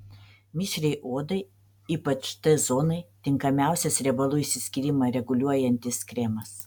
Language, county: Lithuanian, Panevėžys